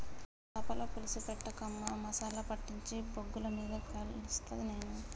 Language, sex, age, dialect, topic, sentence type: Telugu, female, 31-35, Telangana, agriculture, statement